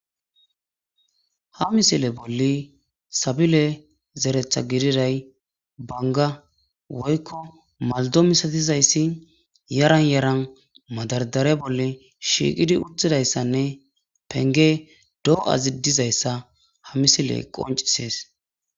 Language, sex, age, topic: Gamo, male, 18-24, agriculture